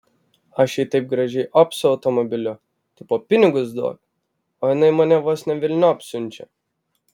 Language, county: Lithuanian, Vilnius